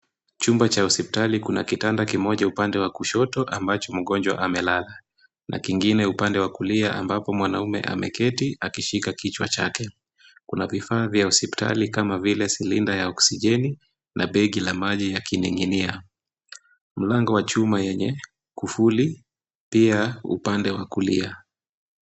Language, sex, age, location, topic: Swahili, male, 25-35, Kisumu, health